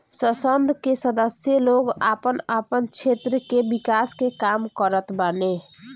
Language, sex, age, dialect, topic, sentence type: Bhojpuri, male, 18-24, Northern, banking, statement